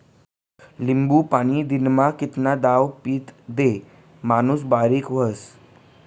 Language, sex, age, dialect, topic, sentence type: Marathi, male, 18-24, Northern Konkan, agriculture, statement